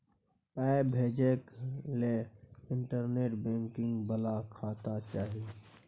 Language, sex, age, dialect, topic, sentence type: Maithili, male, 25-30, Bajjika, banking, statement